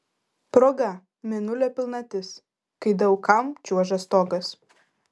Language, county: Lithuanian, Vilnius